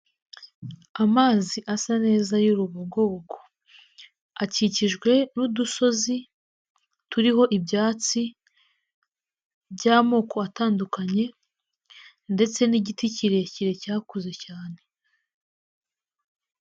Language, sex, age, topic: Kinyarwanda, female, 18-24, agriculture